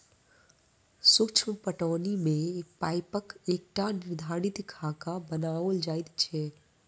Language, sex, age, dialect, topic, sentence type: Maithili, female, 25-30, Southern/Standard, agriculture, statement